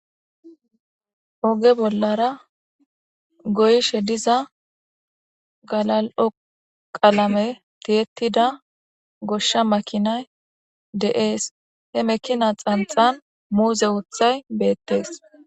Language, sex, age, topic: Gamo, female, 25-35, government